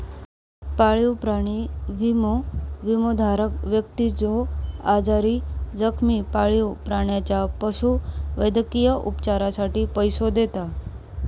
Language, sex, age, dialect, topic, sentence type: Marathi, female, 31-35, Southern Konkan, banking, statement